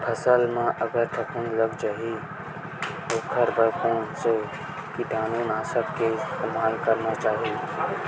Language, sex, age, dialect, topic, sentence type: Chhattisgarhi, male, 18-24, Western/Budati/Khatahi, agriculture, question